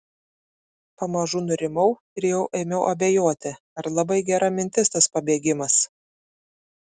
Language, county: Lithuanian, Klaipėda